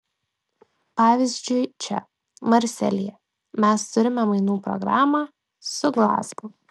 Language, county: Lithuanian, Klaipėda